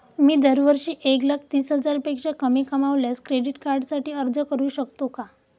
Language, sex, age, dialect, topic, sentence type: Marathi, female, 18-24, Standard Marathi, banking, question